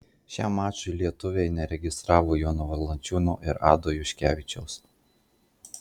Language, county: Lithuanian, Marijampolė